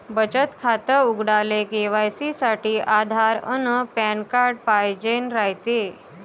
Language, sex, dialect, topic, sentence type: Marathi, female, Varhadi, banking, statement